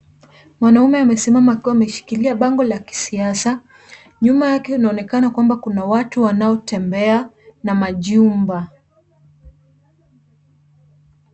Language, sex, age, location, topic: Swahili, female, 18-24, Kisumu, government